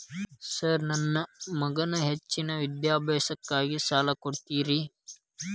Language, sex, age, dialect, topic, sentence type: Kannada, male, 18-24, Dharwad Kannada, banking, question